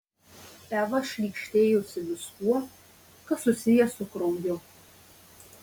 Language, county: Lithuanian, Marijampolė